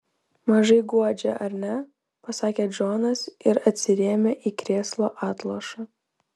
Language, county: Lithuanian, Vilnius